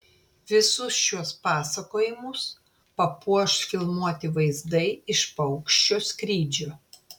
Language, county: Lithuanian, Klaipėda